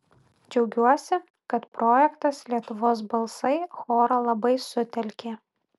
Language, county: Lithuanian, Vilnius